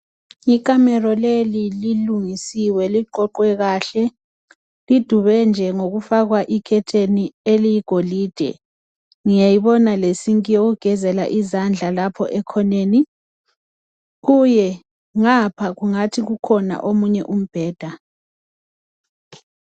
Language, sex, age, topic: North Ndebele, female, 25-35, education